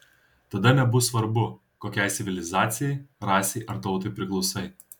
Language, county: Lithuanian, Kaunas